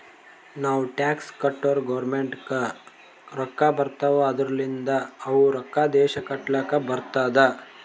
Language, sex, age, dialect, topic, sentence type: Kannada, male, 60-100, Northeastern, banking, statement